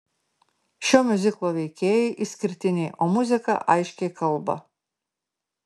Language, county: Lithuanian, Marijampolė